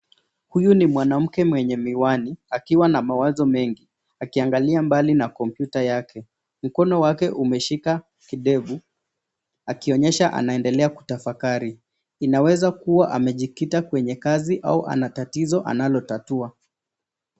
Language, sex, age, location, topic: Swahili, male, 25-35, Nairobi, education